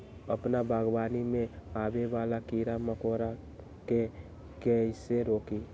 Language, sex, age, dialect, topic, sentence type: Magahi, male, 18-24, Western, agriculture, question